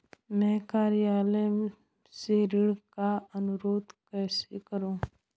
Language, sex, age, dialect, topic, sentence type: Hindi, male, 18-24, Hindustani Malvi Khadi Boli, banking, question